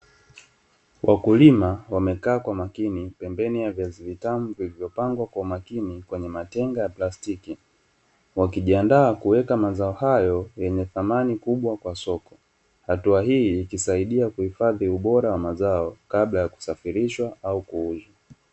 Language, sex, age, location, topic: Swahili, male, 25-35, Dar es Salaam, agriculture